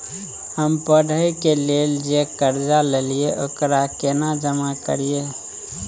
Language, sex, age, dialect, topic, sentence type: Maithili, male, 25-30, Bajjika, banking, question